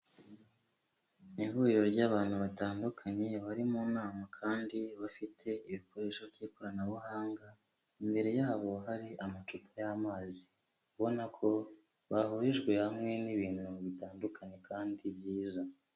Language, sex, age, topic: Kinyarwanda, male, 25-35, government